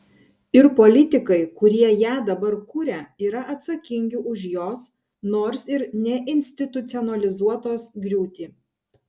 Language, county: Lithuanian, Panevėžys